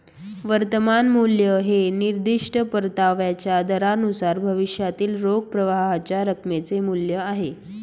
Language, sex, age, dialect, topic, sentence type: Marathi, female, 46-50, Northern Konkan, banking, statement